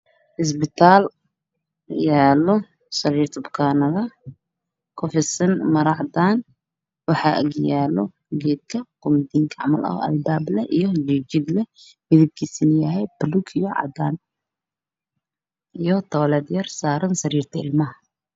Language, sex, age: Somali, male, 18-24